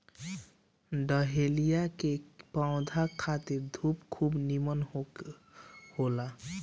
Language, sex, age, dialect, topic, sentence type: Bhojpuri, male, 18-24, Northern, agriculture, statement